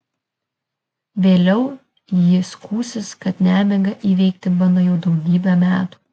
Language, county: Lithuanian, Kaunas